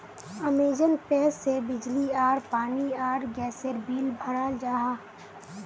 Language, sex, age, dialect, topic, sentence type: Magahi, female, 18-24, Northeastern/Surjapuri, banking, statement